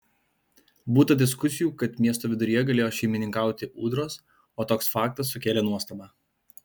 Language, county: Lithuanian, Alytus